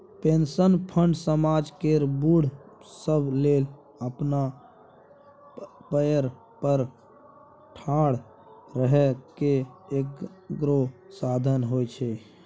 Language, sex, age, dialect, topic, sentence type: Maithili, male, 41-45, Bajjika, banking, statement